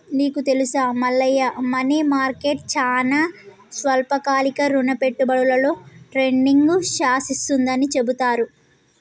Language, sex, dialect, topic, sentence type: Telugu, female, Telangana, banking, statement